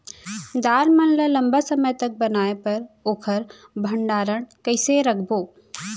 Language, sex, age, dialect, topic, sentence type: Chhattisgarhi, female, 25-30, Central, agriculture, question